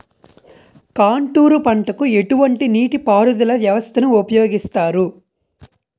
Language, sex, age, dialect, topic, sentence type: Telugu, male, 18-24, Utterandhra, agriculture, question